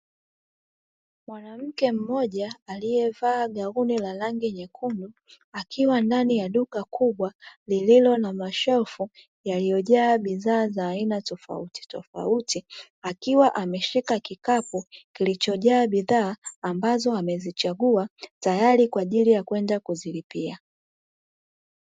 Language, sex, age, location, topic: Swahili, female, 25-35, Dar es Salaam, finance